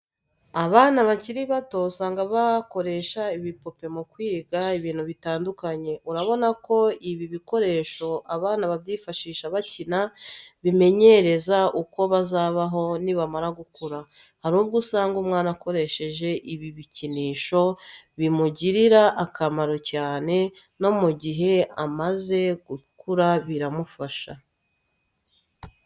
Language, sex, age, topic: Kinyarwanda, female, 36-49, education